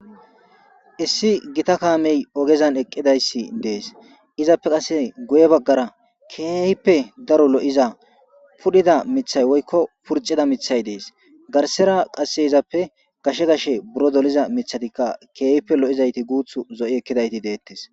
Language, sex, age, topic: Gamo, male, 18-24, agriculture